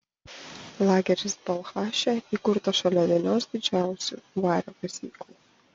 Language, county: Lithuanian, Panevėžys